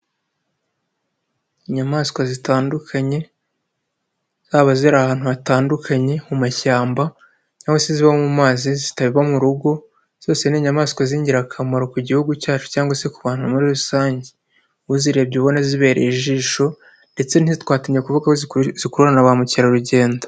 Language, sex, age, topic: Kinyarwanda, male, 25-35, agriculture